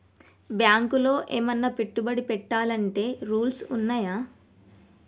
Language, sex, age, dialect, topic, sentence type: Telugu, female, 36-40, Telangana, banking, question